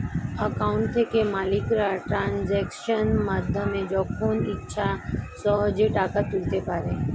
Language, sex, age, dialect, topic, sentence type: Bengali, female, 36-40, Standard Colloquial, banking, statement